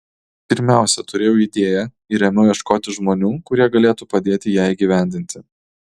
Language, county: Lithuanian, Kaunas